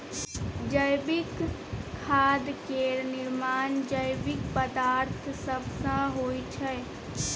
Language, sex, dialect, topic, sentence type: Maithili, female, Bajjika, agriculture, statement